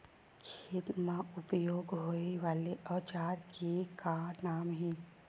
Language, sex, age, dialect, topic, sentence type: Chhattisgarhi, female, 25-30, Western/Budati/Khatahi, agriculture, question